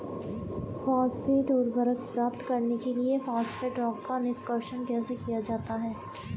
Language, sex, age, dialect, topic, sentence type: Hindi, female, 25-30, Marwari Dhudhari, agriculture, statement